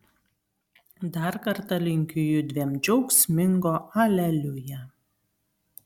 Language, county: Lithuanian, Kaunas